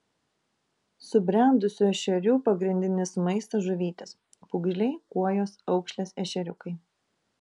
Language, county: Lithuanian, Vilnius